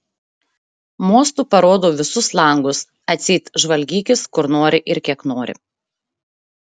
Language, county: Lithuanian, Šiauliai